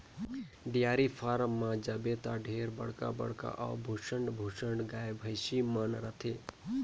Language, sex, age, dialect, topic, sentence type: Chhattisgarhi, male, 25-30, Northern/Bhandar, agriculture, statement